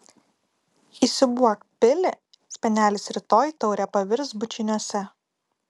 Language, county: Lithuanian, Kaunas